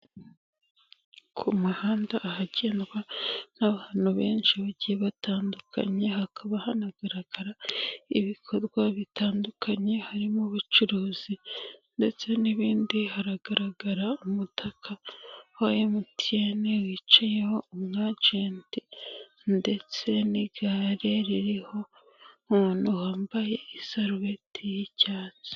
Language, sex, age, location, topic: Kinyarwanda, female, 25-35, Nyagatare, finance